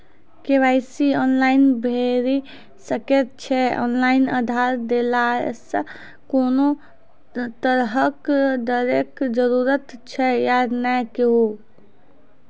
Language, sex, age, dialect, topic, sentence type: Maithili, female, 25-30, Angika, banking, question